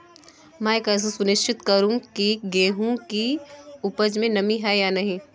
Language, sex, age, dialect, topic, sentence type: Hindi, female, 18-24, Awadhi Bundeli, agriculture, question